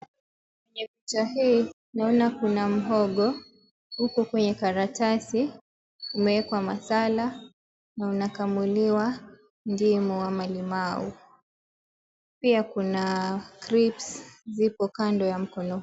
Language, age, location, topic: Swahili, 18-24, Mombasa, agriculture